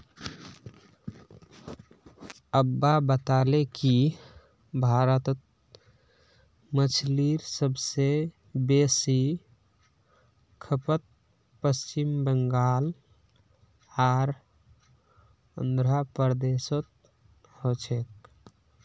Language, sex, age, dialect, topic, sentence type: Magahi, male, 18-24, Northeastern/Surjapuri, agriculture, statement